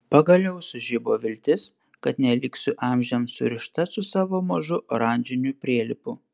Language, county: Lithuanian, Panevėžys